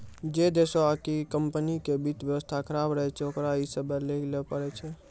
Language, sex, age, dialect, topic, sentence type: Maithili, male, 41-45, Angika, banking, statement